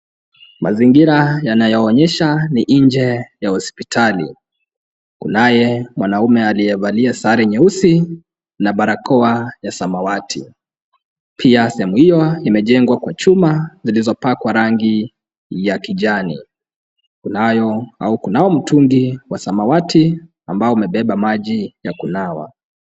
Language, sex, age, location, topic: Swahili, male, 25-35, Kisumu, health